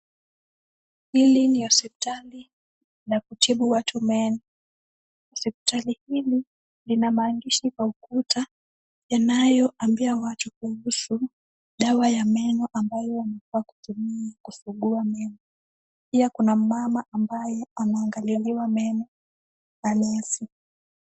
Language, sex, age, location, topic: Swahili, female, 25-35, Kisumu, health